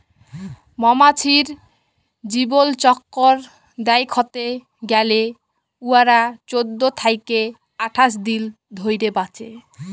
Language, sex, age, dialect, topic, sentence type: Bengali, female, 18-24, Jharkhandi, agriculture, statement